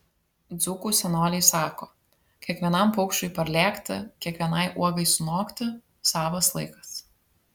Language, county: Lithuanian, Vilnius